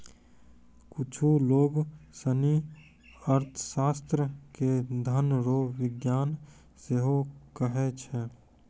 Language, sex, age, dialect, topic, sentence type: Maithili, male, 18-24, Angika, banking, statement